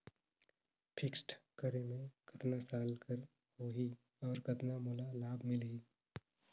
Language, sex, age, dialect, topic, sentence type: Chhattisgarhi, male, 18-24, Northern/Bhandar, banking, question